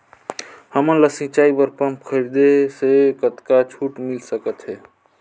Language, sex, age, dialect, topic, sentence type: Chhattisgarhi, male, 31-35, Northern/Bhandar, agriculture, question